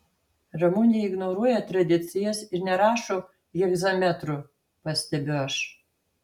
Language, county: Lithuanian, Alytus